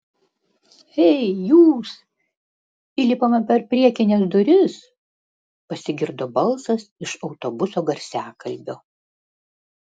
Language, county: Lithuanian, Panevėžys